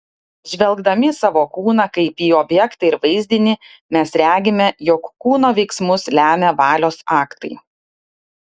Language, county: Lithuanian, Klaipėda